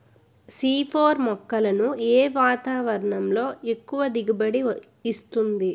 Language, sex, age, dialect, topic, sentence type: Telugu, female, 18-24, Utterandhra, agriculture, question